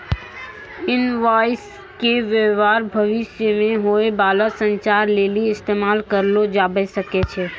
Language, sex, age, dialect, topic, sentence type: Maithili, female, 18-24, Angika, banking, statement